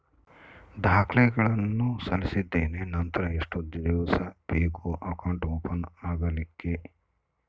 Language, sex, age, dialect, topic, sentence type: Kannada, male, 51-55, Central, banking, question